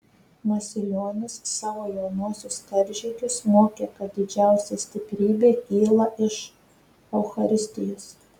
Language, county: Lithuanian, Telšiai